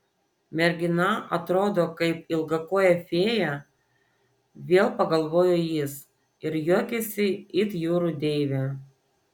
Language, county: Lithuanian, Vilnius